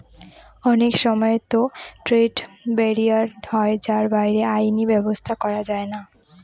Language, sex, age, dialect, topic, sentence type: Bengali, female, <18, Northern/Varendri, banking, statement